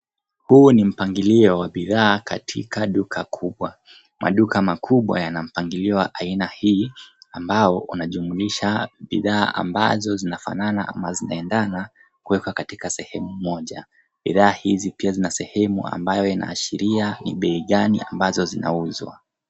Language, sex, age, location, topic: Swahili, male, 25-35, Nairobi, finance